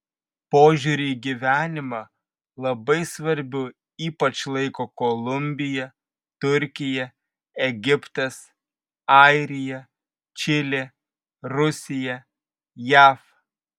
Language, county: Lithuanian, Vilnius